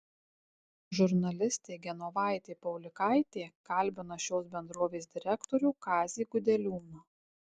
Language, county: Lithuanian, Tauragė